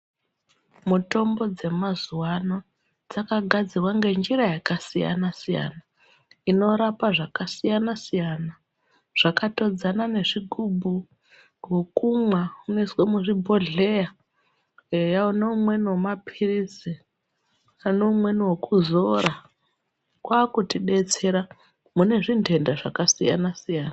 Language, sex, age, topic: Ndau, female, 36-49, health